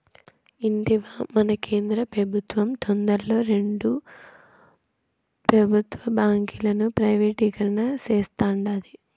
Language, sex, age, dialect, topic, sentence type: Telugu, female, 18-24, Southern, banking, statement